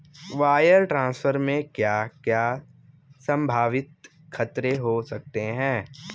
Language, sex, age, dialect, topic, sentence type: Hindi, male, 18-24, Kanauji Braj Bhasha, banking, statement